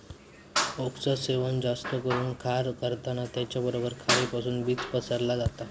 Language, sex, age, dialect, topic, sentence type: Marathi, male, 46-50, Southern Konkan, agriculture, statement